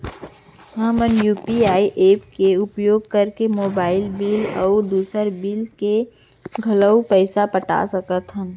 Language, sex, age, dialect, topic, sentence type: Chhattisgarhi, female, 25-30, Central, banking, statement